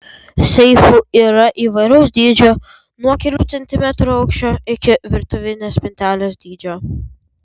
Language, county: Lithuanian, Vilnius